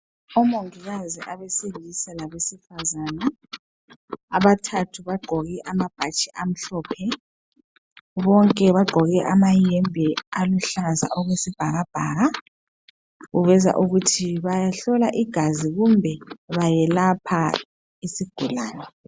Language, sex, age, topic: North Ndebele, female, 25-35, health